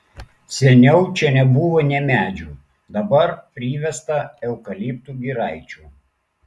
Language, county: Lithuanian, Klaipėda